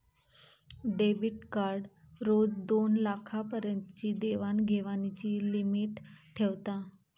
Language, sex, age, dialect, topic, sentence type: Marathi, female, 25-30, Southern Konkan, banking, statement